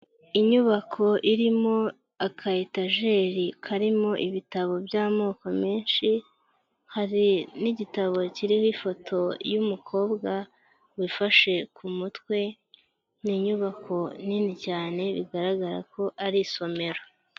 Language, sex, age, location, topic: Kinyarwanda, female, 25-35, Huye, education